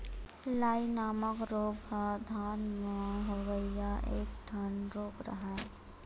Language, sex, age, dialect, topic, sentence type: Chhattisgarhi, female, 25-30, Western/Budati/Khatahi, agriculture, statement